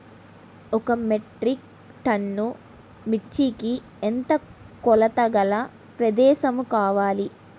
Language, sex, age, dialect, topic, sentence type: Telugu, female, 18-24, Central/Coastal, agriculture, question